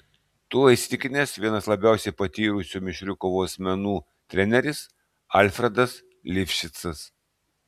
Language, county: Lithuanian, Klaipėda